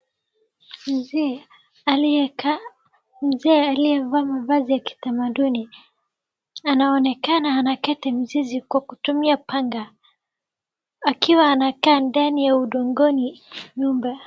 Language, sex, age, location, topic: Swahili, female, 36-49, Wajir, health